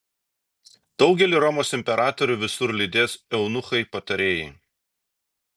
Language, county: Lithuanian, Šiauliai